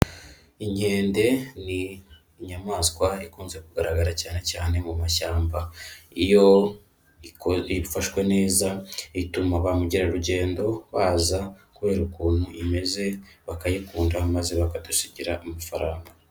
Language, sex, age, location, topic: Kinyarwanda, female, 25-35, Kigali, agriculture